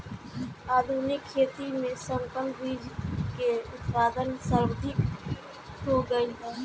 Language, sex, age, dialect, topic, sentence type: Bhojpuri, female, 18-24, Northern, agriculture, statement